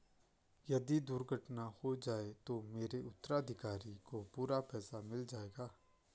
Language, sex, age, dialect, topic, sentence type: Hindi, male, 25-30, Garhwali, banking, question